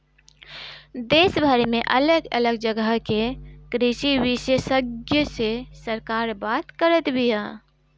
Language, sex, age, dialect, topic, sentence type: Bhojpuri, female, 25-30, Northern, agriculture, statement